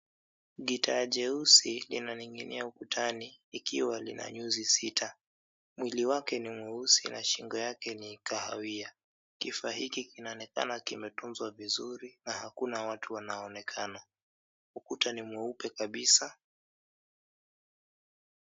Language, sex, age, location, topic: Swahili, male, 25-35, Mombasa, government